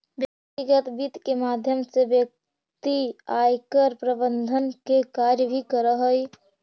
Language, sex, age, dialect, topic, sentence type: Magahi, female, 60-100, Central/Standard, banking, statement